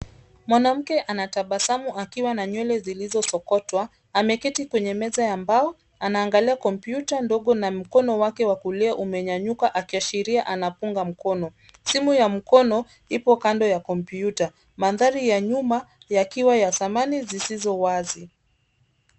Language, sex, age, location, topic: Swahili, female, 25-35, Nairobi, education